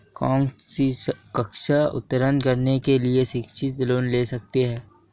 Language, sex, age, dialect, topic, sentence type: Hindi, male, 18-24, Marwari Dhudhari, banking, question